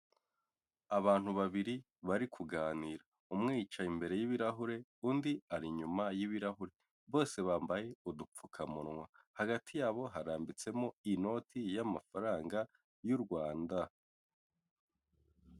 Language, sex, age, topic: Kinyarwanda, male, 18-24, finance